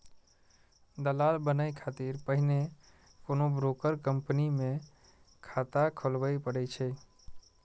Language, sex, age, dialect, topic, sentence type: Maithili, male, 36-40, Eastern / Thethi, banking, statement